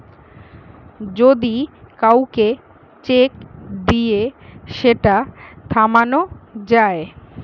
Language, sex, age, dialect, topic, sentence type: Bengali, female, 25-30, Western, banking, statement